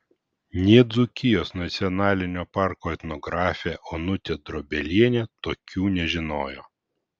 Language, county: Lithuanian, Vilnius